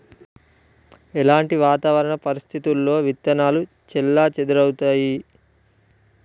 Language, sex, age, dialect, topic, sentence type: Telugu, male, 18-24, Telangana, agriculture, question